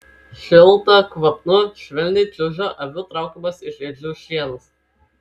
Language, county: Lithuanian, Kaunas